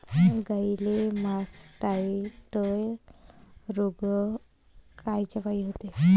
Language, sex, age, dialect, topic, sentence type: Marathi, female, 25-30, Varhadi, agriculture, question